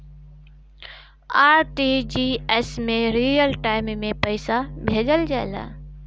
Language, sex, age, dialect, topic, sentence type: Bhojpuri, female, 25-30, Northern, banking, statement